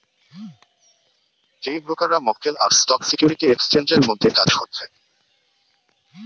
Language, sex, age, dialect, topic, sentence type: Bengali, male, 18-24, Western, banking, statement